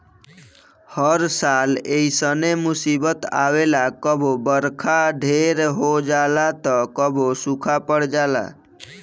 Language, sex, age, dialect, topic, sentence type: Bhojpuri, male, 18-24, Southern / Standard, agriculture, statement